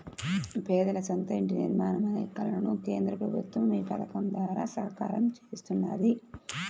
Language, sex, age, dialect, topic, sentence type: Telugu, female, 31-35, Central/Coastal, banking, statement